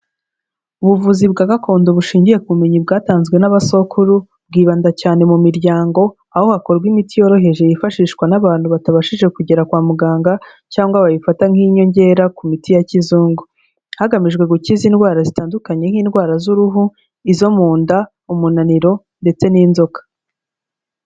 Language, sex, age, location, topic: Kinyarwanda, female, 25-35, Kigali, health